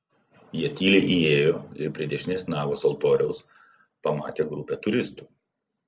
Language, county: Lithuanian, Vilnius